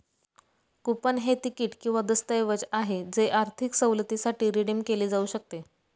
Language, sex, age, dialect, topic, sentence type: Marathi, female, 25-30, Northern Konkan, banking, statement